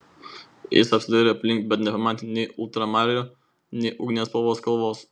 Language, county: Lithuanian, Vilnius